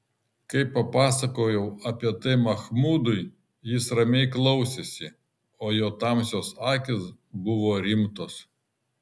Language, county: Lithuanian, Kaunas